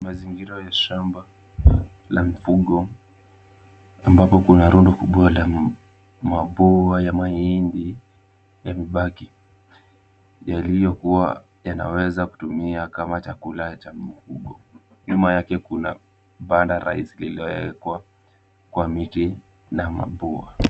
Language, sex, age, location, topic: Swahili, male, 18-24, Kisumu, agriculture